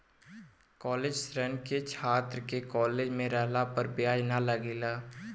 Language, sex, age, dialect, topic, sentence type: Bhojpuri, male, 18-24, Southern / Standard, banking, statement